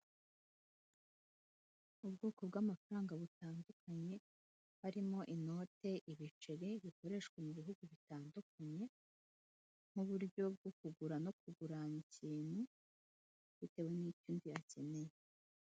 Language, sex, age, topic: Kinyarwanda, female, 18-24, finance